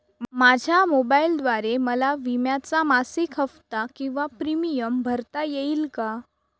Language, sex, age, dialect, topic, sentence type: Marathi, female, 31-35, Northern Konkan, banking, question